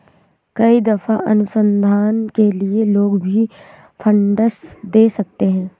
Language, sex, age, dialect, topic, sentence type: Hindi, female, 18-24, Awadhi Bundeli, banking, statement